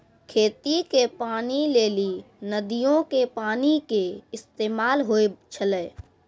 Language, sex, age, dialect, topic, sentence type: Maithili, male, 46-50, Angika, agriculture, statement